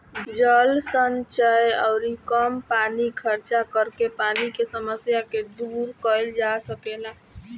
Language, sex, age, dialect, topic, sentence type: Bhojpuri, female, 25-30, Southern / Standard, agriculture, statement